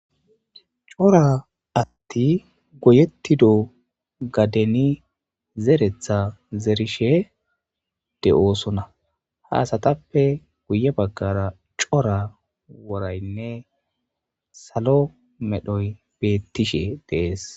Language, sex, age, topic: Gamo, female, 25-35, agriculture